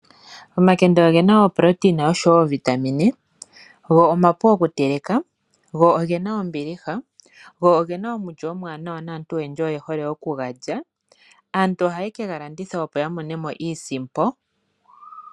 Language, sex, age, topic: Oshiwambo, female, 25-35, agriculture